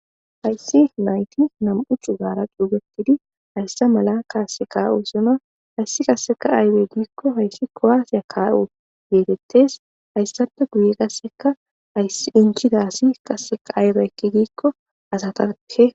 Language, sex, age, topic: Gamo, female, 18-24, government